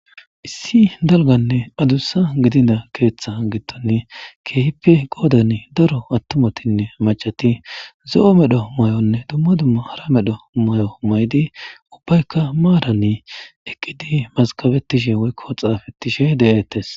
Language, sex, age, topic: Gamo, male, 25-35, government